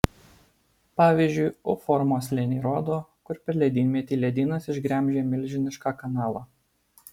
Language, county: Lithuanian, Alytus